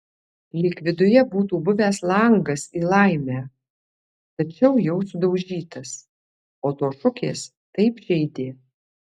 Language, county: Lithuanian, Alytus